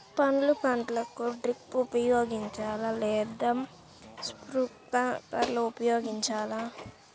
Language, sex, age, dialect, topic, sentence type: Telugu, male, 18-24, Central/Coastal, agriculture, question